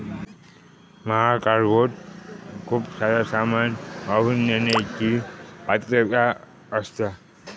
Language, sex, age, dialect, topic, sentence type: Marathi, male, 25-30, Southern Konkan, banking, statement